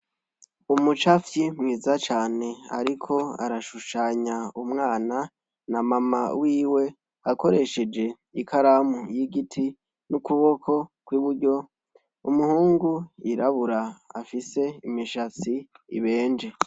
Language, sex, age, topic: Rundi, male, 18-24, education